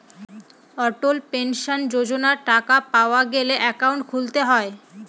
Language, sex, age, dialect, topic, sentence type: Bengali, female, 18-24, Northern/Varendri, banking, statement